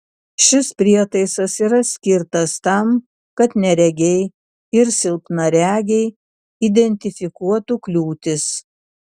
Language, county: Lithuanian, Kaunas